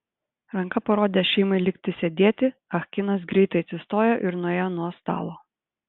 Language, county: Lithuanian, Utena